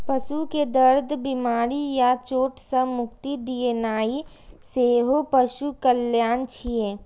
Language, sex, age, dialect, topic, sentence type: Maithili, female, 18-24, Eastern / Thethi, agriculture, statement